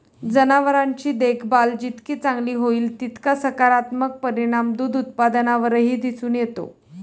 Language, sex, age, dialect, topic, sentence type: Marathi, female, 36-40, Standard Marathi, agriculture, statement